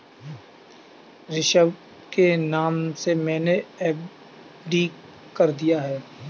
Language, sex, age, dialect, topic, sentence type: Hindi, male, 25-30, Kanauji Braj Bhasha, banking, statement